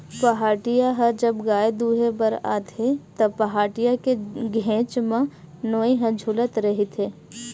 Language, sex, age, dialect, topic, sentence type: Chhattisgarhi, female, 25-30, Western/Budati/Khatahi, agriculture, statement